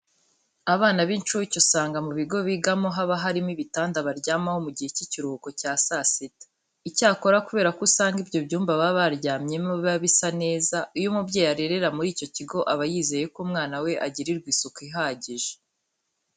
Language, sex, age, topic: Kinyarwanda, female, 18-24, education